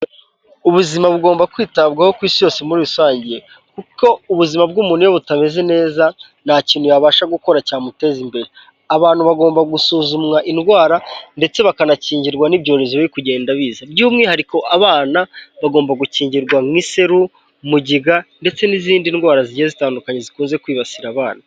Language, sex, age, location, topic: Kinyarwanda, male, 18-24, Kigali, health